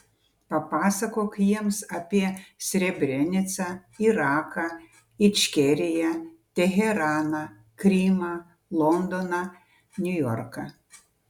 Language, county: Lithuanian, Utena